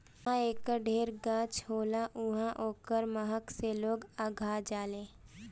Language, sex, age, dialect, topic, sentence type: Bhojpuri, female, 18-24, Northern, agriculture, statement